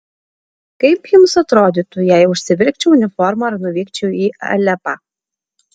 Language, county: Lithuanian, Alytus